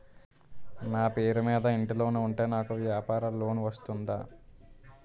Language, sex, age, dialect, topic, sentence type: Telugu, male, 18-24, Utterandhra, banking, question